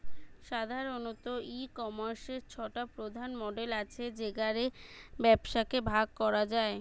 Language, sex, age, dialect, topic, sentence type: Bengali, female, 25-30, Western, agriculture, statement